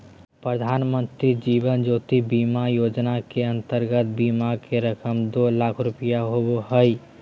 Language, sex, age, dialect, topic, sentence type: Magahi, male, 18-24, Southern, banking, statement